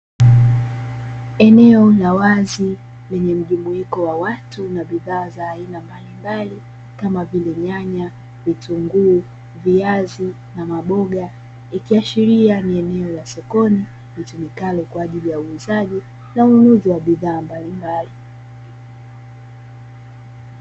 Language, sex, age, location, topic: Swahili, female, 25-35, Dar es Salaam, finance